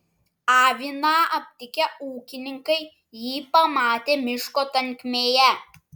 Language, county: Lithuanian, Klaipėda